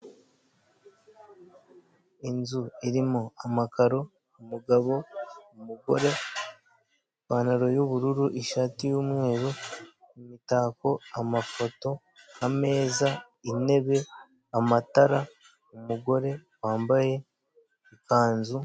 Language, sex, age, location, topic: Kinyarwanda, male, 18-24, Kigali, finance